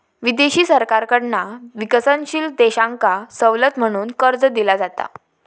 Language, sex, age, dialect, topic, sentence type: Marathi, female, 18-24, Southern Konkan, banking, statement